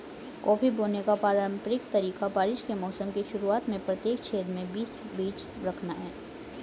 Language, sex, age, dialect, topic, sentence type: Hindi, female, 18-24, Hindustani Malvi Khadi Boli, agriculture, statement